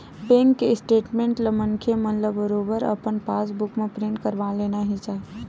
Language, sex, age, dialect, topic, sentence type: Chhattisgarhi, female, 18-24, Western/Budati/Khatahi, banking, statement